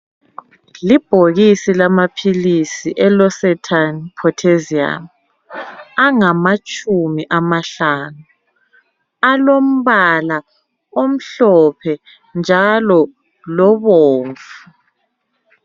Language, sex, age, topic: North Ndebele, female, 25-35, health